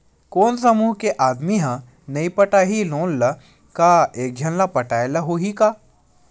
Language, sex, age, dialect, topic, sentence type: Chhattisgarhi, male, 18-24, Western/Budati/Khatahi, banking, question